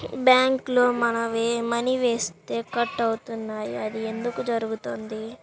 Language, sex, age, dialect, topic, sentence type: Telugu, female, 18-24, Central/Coastal, banking, question